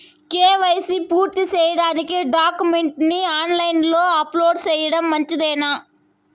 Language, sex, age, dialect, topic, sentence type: Telugu, female, 25-30, Southern, banking, question